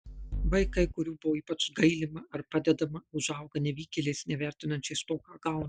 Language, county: Lithuanian, Marijampolė